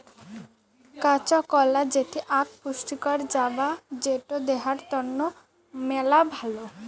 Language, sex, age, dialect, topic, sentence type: Bengali, female, <18, Rajbangshi, agriculture, statement